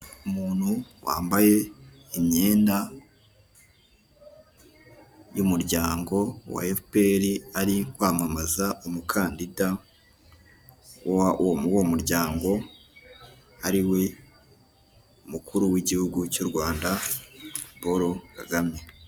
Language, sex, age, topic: Kinyarwanda, male, 18-24, government